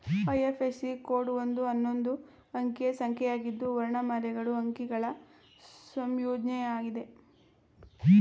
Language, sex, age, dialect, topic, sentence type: Kannada, female, 18-24, Mysore Kannada, banking, statement